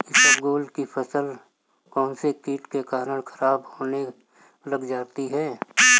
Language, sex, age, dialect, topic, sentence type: Hindi, female, 31-35, Marwari Dhudhari, agriculture, question